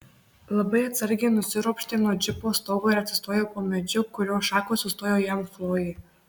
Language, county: Lithuanian, Marijampolė